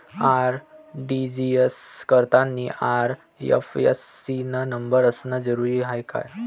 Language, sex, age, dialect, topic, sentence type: Marathi, male, 18-24, Varhadi, banking, question